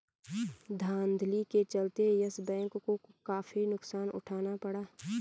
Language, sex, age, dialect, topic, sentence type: Hindi, female, 25-30, Garhwali, banking, statement